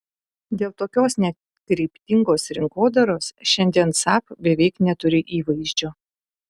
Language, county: Lithuanian, Utena